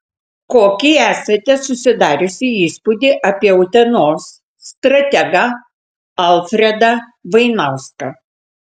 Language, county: Lithuanian, Tauragė